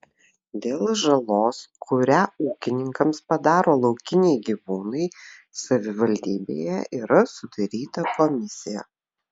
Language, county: Lithuanian, Vilnius